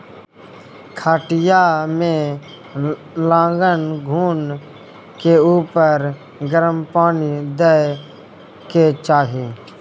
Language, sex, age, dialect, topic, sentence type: Maithili, male, 18-24, Bajjika, agriculture, statement